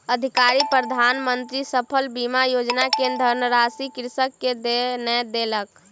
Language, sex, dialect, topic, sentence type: Maithili, female, Southern/Standard, agriculture, statement